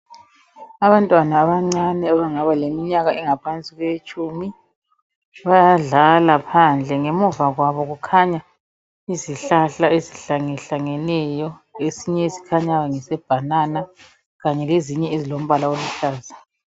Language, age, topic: North Ndebele, 36-49, education